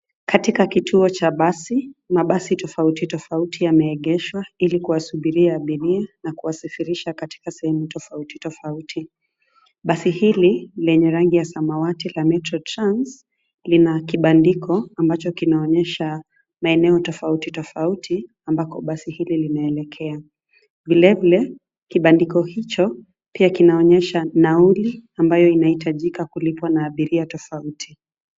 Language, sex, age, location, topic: Swahili, female, 25-35, Nairobi, government